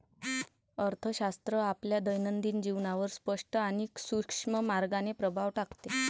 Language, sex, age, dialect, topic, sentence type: Marathi, female, 25-30, Varhadi, banking, statement